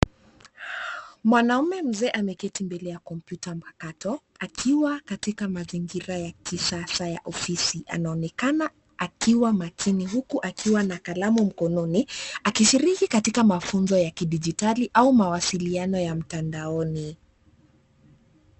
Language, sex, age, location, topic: Swahili, female, 25-35, Nairobi, education